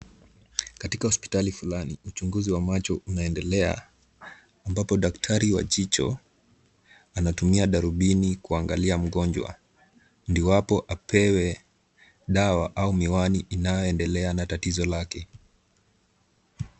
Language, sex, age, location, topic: Swahili, male, 18-24, Kisumu, health